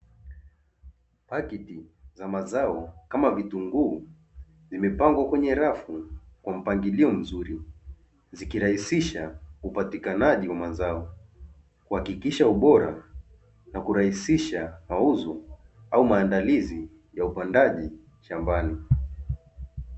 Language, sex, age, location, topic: Swahili, male, 25-35, Dar es Salaam, agriculture